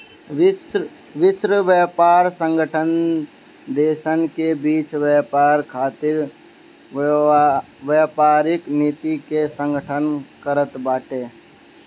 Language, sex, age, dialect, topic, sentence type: Bhojpuri, male, 18-24, Northern, banking, statement